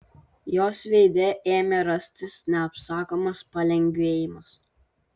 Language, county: Lithuanian, Klaipėda